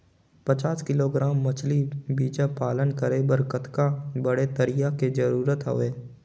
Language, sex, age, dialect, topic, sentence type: Chhattisgarhi, male, 18-24, Northern/Bhandar, agriculture, question